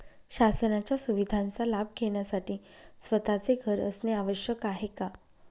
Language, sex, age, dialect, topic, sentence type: Marathi, female, 25-30, Northern Konkan, banking, question